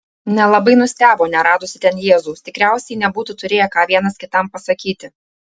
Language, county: Lithuanian, Telšiai